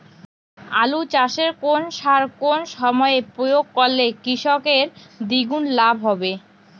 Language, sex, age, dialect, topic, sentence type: Bengali, female, 18-24, Rajbangshi, agriculture, question